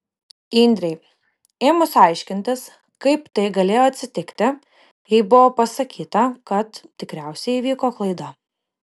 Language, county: Lithuanian, Kaunas